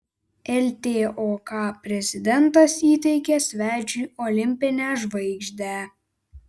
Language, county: Lithuanian, Vilnius